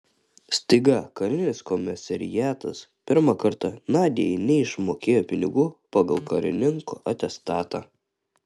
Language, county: Lithuanian, Kaunas